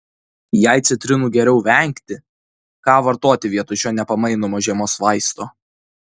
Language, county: Lithuanian, Kaunas